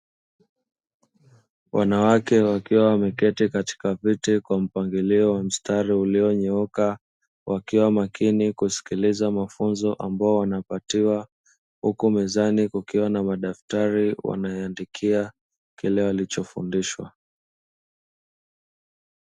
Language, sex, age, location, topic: Swahili, male, 25-35, Dar es Salaam, education